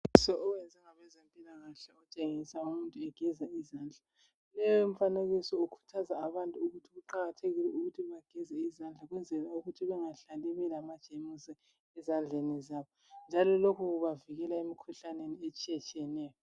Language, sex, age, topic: North Ndebele, female, 18-24, health